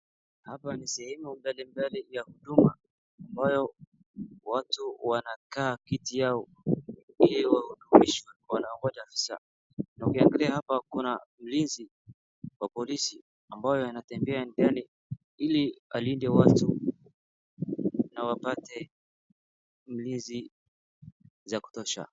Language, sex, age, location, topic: Swahili, male, 18-24, Wajir, government